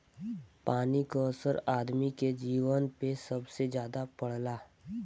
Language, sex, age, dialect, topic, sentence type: Bhojpuri, female, 18-24, Western, agriculture, statement